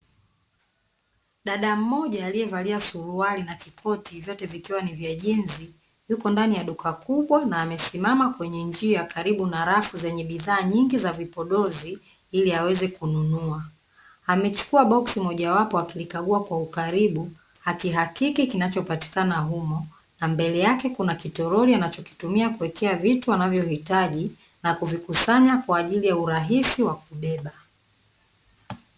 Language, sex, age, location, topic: Swahili, female, 25-35, Dar es Salaam, finance